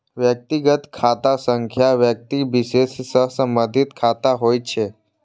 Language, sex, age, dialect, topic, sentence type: Maithili, male, 25-30, Eastern / Thethi, banking, statement